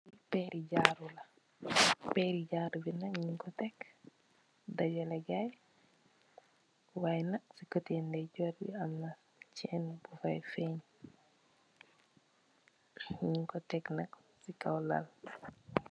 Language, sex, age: Wolof, female, 18-24